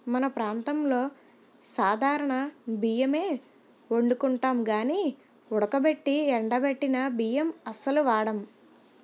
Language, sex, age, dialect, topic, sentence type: Telugu, female, 25-30, Utterandhra, agriculture, statement